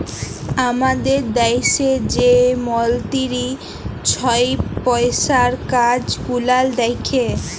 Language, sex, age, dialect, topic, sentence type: Bengali, female, 18-24, Jharkhandi, banking, statement